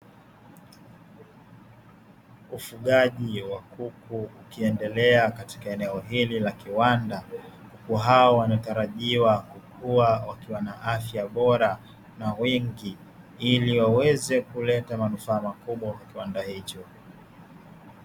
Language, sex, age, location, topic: Swahili, male, 18-24, Dar es Salaam, agriculture